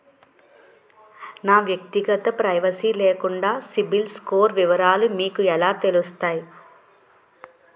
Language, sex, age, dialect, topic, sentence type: Telugu, female, 18-24, Utterandhra, banking, question